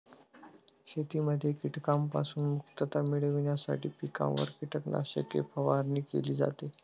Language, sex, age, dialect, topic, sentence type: Marathi, male, 18-24, Northern Konkan, agriculture, statement